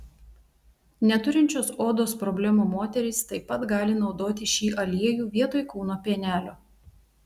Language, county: Lithuanian, Telšiai